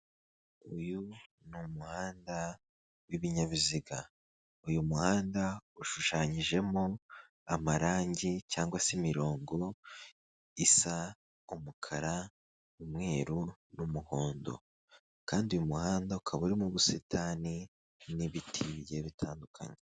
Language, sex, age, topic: Kinyarwanda, male, 25-35, government